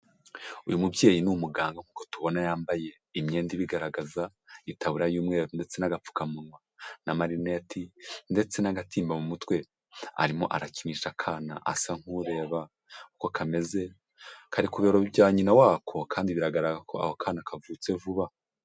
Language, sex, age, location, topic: Kinyarwanda, male, 18-24, Huye, health